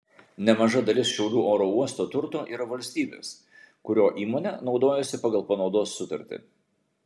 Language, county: Lithuanian, Vilnius